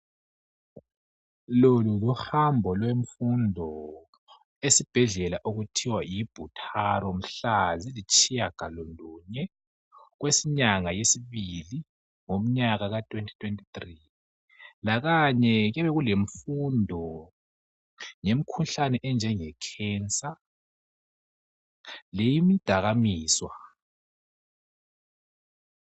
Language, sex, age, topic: North Ndebele, male, 18-24, health